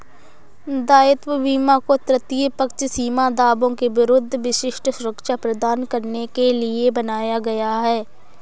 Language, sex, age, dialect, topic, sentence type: Hindi, female, 25-30, Awadhi Bundeli, banking, statement